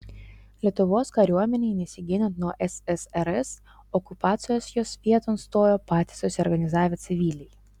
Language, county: Lithuanian, Utena